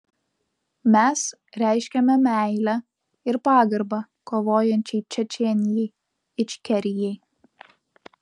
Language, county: Lithuanian, Utena